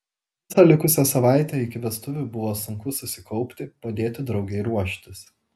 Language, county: Lithuanian, Telšiai